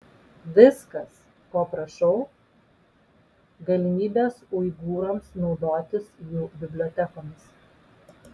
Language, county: Lithuanian, Vilnius